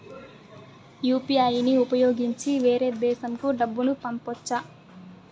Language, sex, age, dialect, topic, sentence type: Telugu, male, 18-24, Southern, banking, question